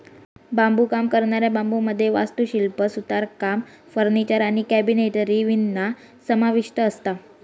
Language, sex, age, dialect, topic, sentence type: Marathi, female, 46-50, Southern Konkan, agriculture, statement